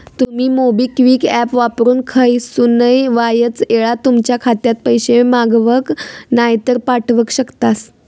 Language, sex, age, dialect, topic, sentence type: Marathi, female, 18-24, Southern Konkan, banking, statement